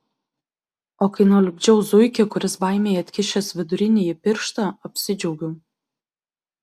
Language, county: Lithuanian, Vilnius